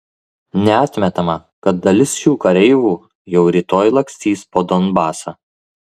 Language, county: Lithuanian, Klaipėda